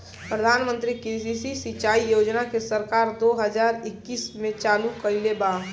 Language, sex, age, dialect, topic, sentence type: Bhojpuri, male, 18-24, Northern, agriculture, statement